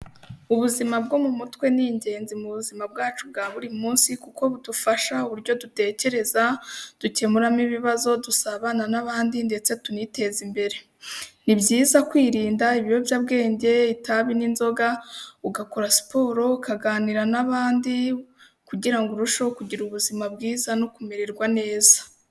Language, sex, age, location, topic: Kinyarwanda, female, 18-24, Kigali, health